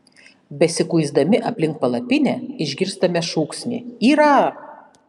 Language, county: Lithuanian, Panevėžys